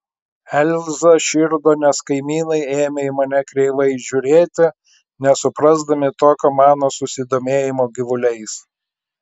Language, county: Lithuanian, Klaipėda